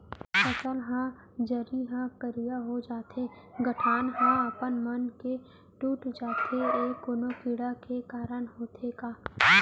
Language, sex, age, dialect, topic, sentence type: Chhattisgarhi, female, 18-24, Central, agriculture, question